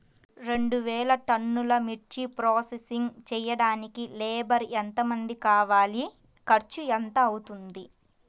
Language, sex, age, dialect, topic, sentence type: Telugu, female, 18-24, Central/Coastal, agriculture, question